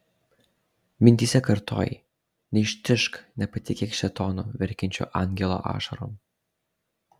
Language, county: Lithuanian, Alytus